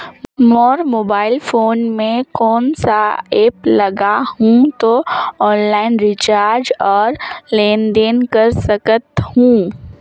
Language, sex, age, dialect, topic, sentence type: Chhattisgarhi, female, 18-24, Northern/Bhandar, banking, question